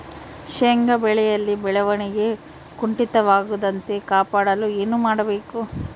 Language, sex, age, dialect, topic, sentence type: Kannada, female, 18-24, Central, agriculture, question